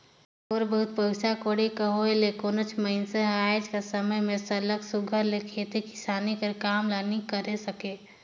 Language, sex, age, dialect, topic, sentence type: Chhattisgarhi, female, 18-24, Northern/Bhandar, agriculture, statement